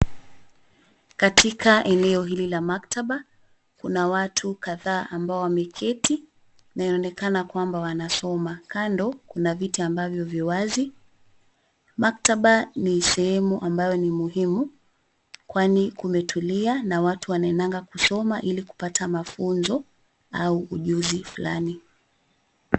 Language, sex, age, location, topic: Swahili, female, 36-49, Nairobi, education